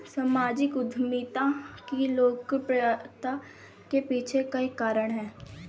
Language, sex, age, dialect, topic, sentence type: Hindi, female, 18-24, Kanauji Braj Bhasha, banking, statement